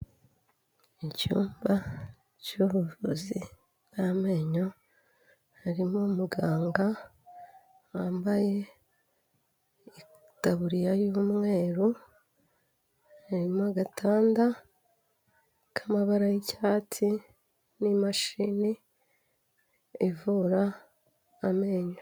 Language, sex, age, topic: Kinyarwanda, female, 36-49, health